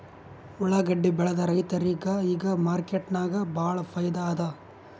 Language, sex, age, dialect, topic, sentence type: Kannada, male, 18-24, Northeastern, banking, statement